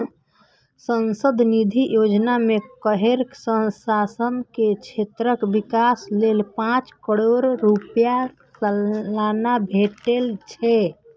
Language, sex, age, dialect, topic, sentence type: Maithili, female, 25-30, Eastern / Thethi, banking, statement